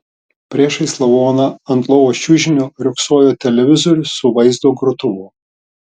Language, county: Lithuanian, Tauragė